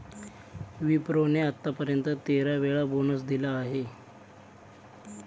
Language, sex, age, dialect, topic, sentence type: Marathi, male, 25-30, Northern Konkan, banking, statement